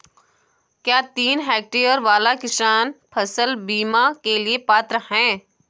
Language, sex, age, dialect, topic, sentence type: Hindi, female, 18-24, Awadhi Bundeli, agriculture, question